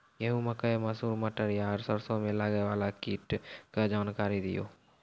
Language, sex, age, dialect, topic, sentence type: Maithili, male, 18-24, Angika, agriculture, question